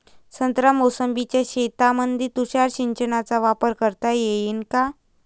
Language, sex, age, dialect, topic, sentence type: Marathi, female, 25-30, Varhadi, agriculture, question